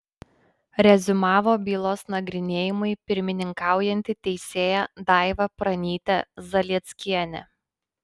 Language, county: Lithuanian, Panevėžys